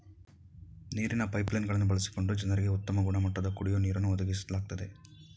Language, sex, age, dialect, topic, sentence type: Kannada, male, 31-35, Mysore Kannada, agriculture, statement